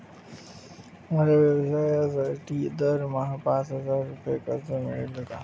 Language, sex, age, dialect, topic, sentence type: Marathi, male, 25-30, Standard Marathi, banking, question